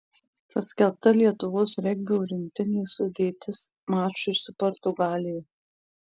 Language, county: Lithuanian, Marijampolė